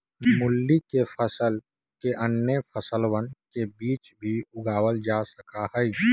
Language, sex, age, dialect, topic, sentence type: Magahi, male, 18-24, Western, agriculture, statement